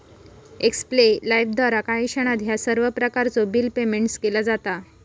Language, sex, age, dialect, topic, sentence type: Marathi, female, 25-30, Southern Konkan, banking, statement